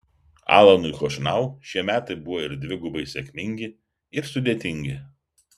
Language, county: Lithuanian, Vilnius